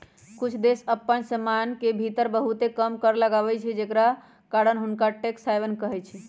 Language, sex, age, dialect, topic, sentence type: Magahi, male, 18-24, Western, banking, statement